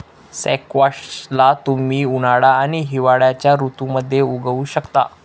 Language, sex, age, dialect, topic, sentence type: Marathi, male, 18-24, Northern Konkan, agriculture, statement